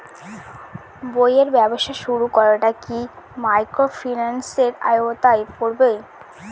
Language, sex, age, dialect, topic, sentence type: Bengali, female, 18-24, Northern/Varendri, banking, question